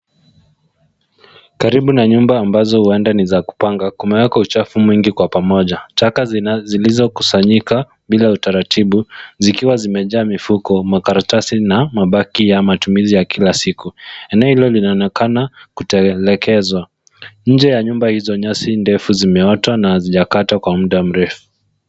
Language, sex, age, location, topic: Swahili, male, 18-24, Nairobi, government